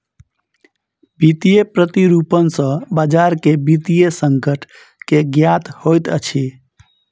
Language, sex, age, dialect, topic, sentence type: Maithili, male, 31-35, Southern/Standard, banking, statement